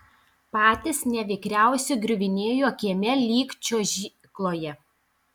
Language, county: Lithuanian, Telšiai